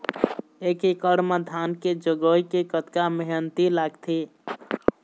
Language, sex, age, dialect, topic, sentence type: Chhattisgarhi, male, 18-24, Eastern, agriculture, question